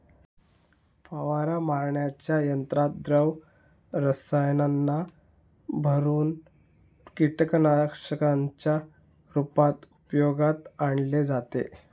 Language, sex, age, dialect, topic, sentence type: Marathi, male, 31-35, Northern Konkan, agriculture, statement